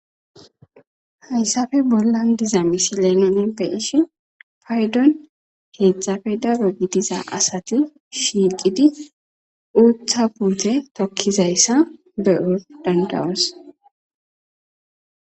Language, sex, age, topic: Gamo, female, 18-24, agriculture